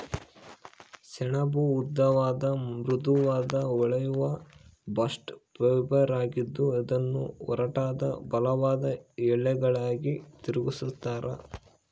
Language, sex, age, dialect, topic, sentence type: Kannada, male, 25-30, Central, agriculture, statement